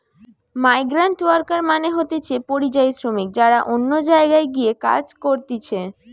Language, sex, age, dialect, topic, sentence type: Bengali, female, 18-24, Western, agriculture, statement